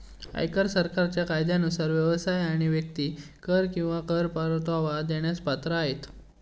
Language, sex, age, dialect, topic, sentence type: Marathi, male, 18-24, Southern Konkan, banking, statement